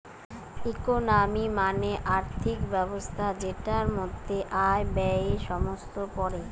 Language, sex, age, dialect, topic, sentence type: Bengali, female, 31-35, Western, banking, statement